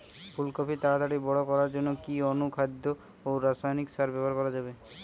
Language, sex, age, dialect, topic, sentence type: Bengali, male, 18-24, Western, agriculture, question